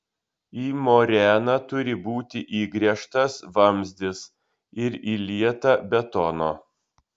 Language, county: Lithuanian, Kaunas